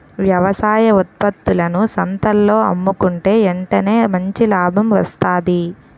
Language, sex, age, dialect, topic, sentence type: Telugu, female, 18-24, Utterandhra, agriculture, statement